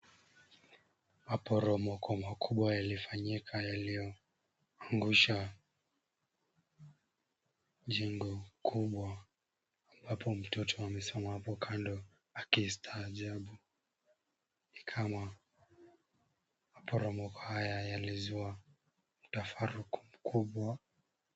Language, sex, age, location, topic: Swahili, male, 18-24, Kisumu, health